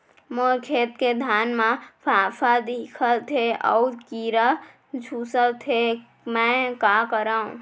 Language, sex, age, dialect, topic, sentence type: Chhattisgarhi, female, 25-30, Central, agriculture, question